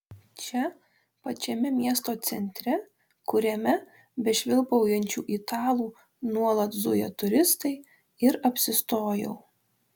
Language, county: Lithuanian, Panevėžys